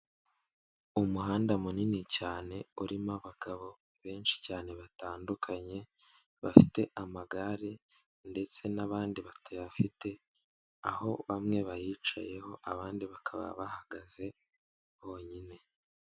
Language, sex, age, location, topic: Kinyarwanda, male, 18-24, Kigali, government